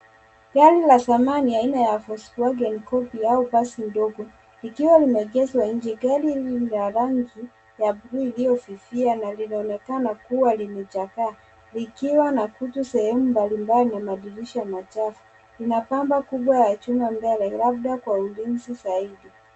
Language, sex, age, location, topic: Swahili, male, 25-35, Nairobi, finance